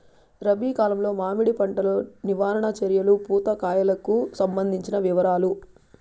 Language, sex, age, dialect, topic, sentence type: Telugu, female, 31-35, Southern, agriculture, question